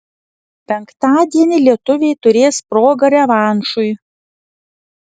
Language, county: Lithuanian, Vilnius